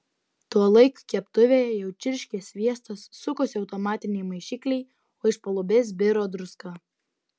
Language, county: Lithuanian, Utena